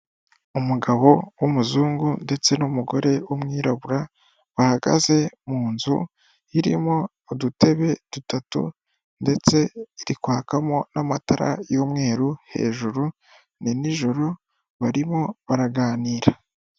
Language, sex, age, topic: Kinyarwanda, male, 18-24, finance